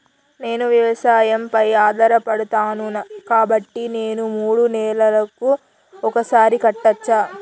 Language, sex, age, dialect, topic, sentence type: Telugu, female, 36-40, Telangana, banking, question